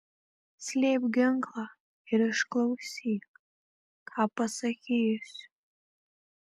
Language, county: Lithuanian, Marijampolė